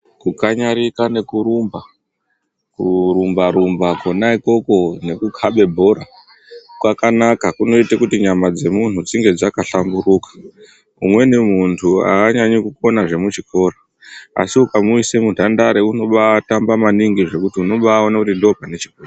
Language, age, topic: Ndau, 36-49, health